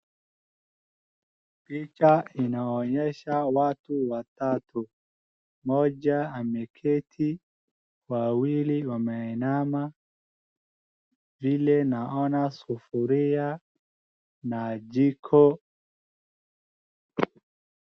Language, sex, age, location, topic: Swahili, male, 18-24, Wajir, agriculture